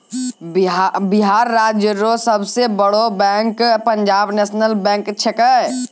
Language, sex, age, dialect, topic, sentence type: Maithili, female, 36-40, Angika, banking, statement